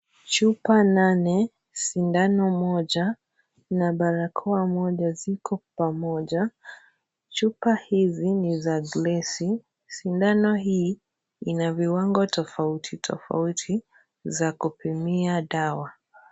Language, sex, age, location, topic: Swahili, female, 18-24, Kisii, health